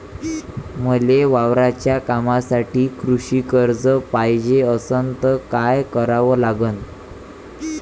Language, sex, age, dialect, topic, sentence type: Marathi, male, 18-24, Varhadi, banking, question